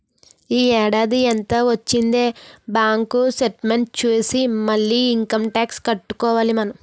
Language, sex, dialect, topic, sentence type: Telugu, female, Utterandhra, banking, statement